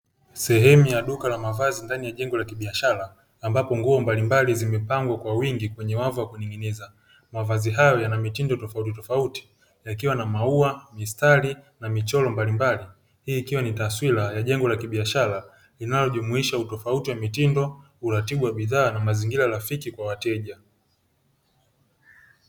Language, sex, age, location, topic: Swahili, male, 25-35, Dar es Salaam, finance